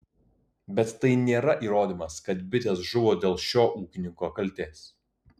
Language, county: Lithuanian, Kaunas